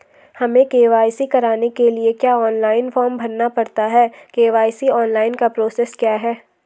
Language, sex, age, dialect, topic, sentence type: Hindi, female, 18-24, Garhwali, banking, question